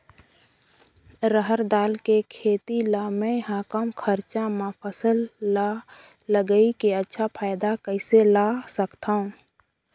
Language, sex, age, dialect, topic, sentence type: Chhattisgarhi, female, 18-24, Northern/Bhandar, agriculture, question